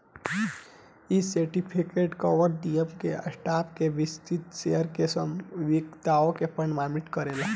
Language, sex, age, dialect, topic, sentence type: Bhojpuri, male, 18-24, Southern / Standard, banking, statement